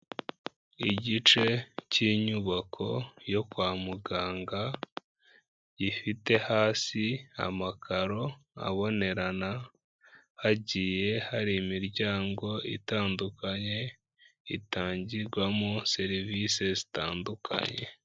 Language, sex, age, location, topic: Kinyarwanda, female, 18-24, Kigali, health